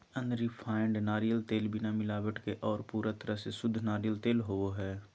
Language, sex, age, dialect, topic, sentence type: Magahi, male, 18-24, Southern, agriculture, statement